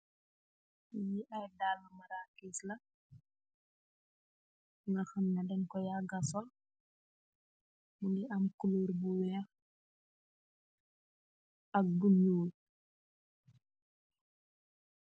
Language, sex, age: Wolof, female, 18-24